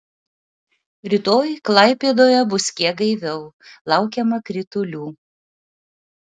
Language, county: Lithuanian, Utena